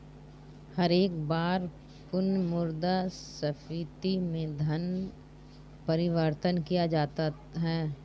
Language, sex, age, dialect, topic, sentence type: Hindi, female, 36-40, Marwari Dhudhari, banking, statement